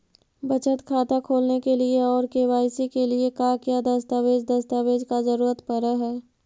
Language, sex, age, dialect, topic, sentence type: Magahi, female, 41-45, Central/Standard, banking, question